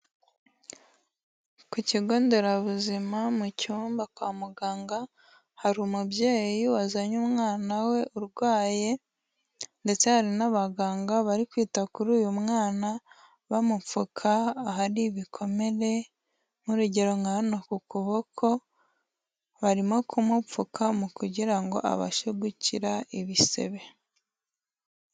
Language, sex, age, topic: Kinyarwanda, female, 18-24, health